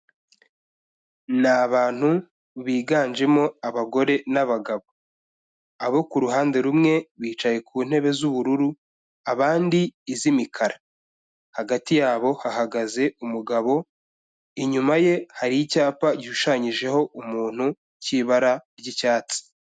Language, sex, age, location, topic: Kinyarwanda, male, 25-35, Kigali, health